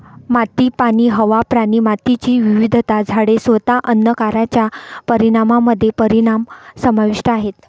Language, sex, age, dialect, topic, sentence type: Marathi, female, 25-30, Varhadi, agriculture, statement